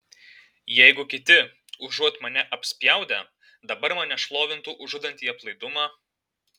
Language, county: Lithuanian, Alytus